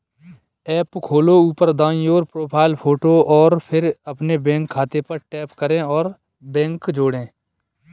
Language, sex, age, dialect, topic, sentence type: Hindi, male, 25-30, Kanauji Braj Bhasha, banking, statement